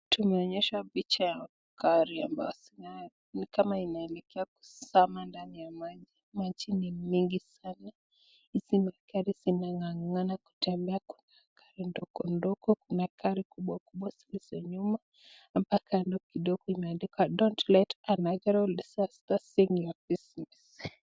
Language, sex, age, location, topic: Swahili, female, 25-35, Nakuru, finance